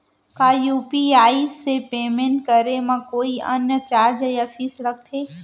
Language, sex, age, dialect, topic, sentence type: Chhattisgarhi, female, 18-24, Central, banking, question